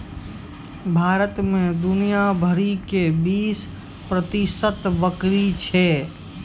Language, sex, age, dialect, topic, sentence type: Maithili, male, 51-55, Angika, agriculture, statement